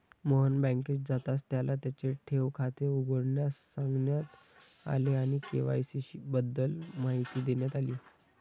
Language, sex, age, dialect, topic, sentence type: Marathi, male, 25-30, Standard Marathi, banking, statement